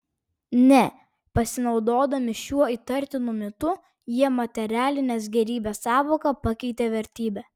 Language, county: Lithuanian, Vilnius